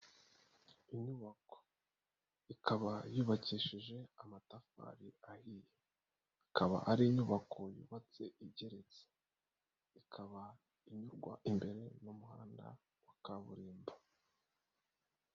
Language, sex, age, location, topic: Kinyarwanda, female, 36-49, Nyagatare, government